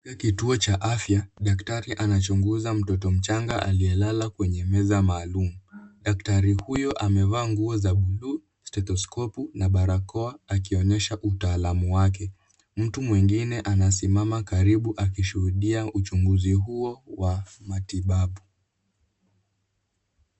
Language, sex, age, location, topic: Swahili, male, 18-24, Kisumu, health